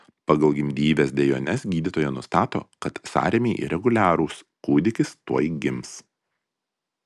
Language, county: Lithuanian, Vilnius